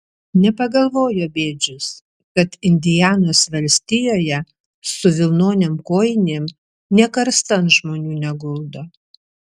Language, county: Lithuanian, Vilnius